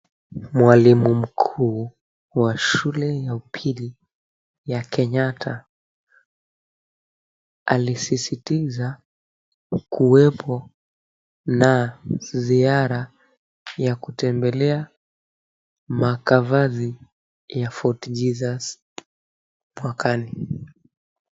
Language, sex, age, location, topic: Swahili, male, 18-24, Mombasa, government